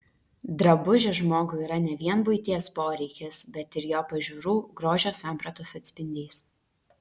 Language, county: Lithuanian, Vilnius